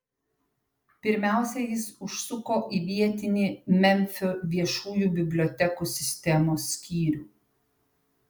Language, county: Lithuanian, Panevėžys